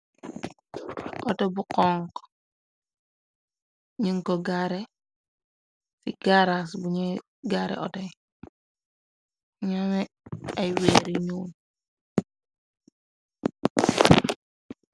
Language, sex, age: Wolof, female, 18-24